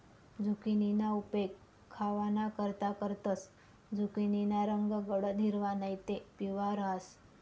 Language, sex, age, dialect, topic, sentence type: Marathi, female, 25-30, Northern Konkan, agriculture, statement